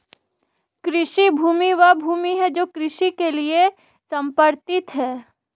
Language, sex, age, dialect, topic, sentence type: Hindi, female, 18-24, Marwari Dhudhari, agriculture, statement